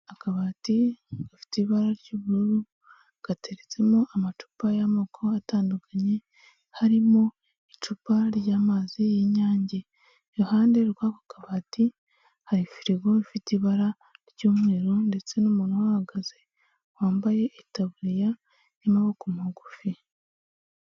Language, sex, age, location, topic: Kinyarwanda, female, 18-24, Huye, health